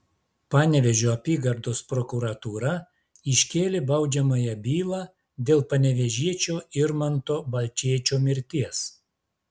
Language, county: Lithuanian, Klaipėda